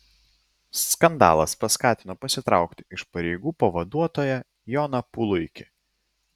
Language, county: Lithuanian, Klaipėda